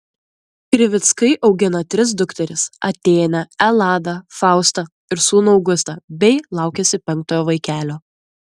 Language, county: Lithuanian, Klaipėda